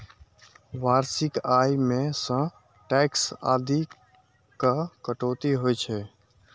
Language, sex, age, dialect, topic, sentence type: Maithili, male, 51-55, Eastern / Thethi, banking, statement